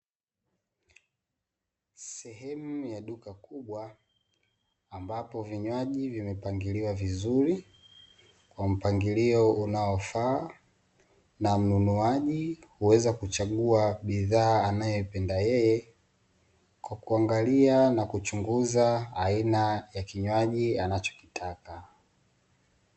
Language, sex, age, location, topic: Swahili, male, 18-24, Dar es Salaam, finance